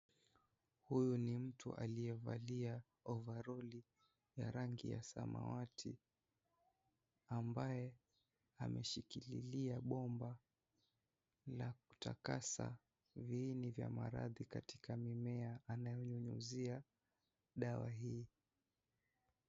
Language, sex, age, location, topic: Swahili, male, 18-24, Kisii, health